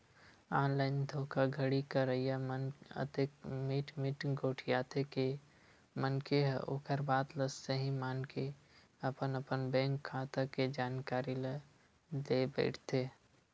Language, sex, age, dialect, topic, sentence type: Chhattisgarhi, male, 18-24, Western/Budati/Khatahi, banking, statement